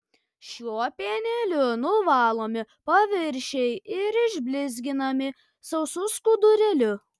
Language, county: Lithuanian, Kaunas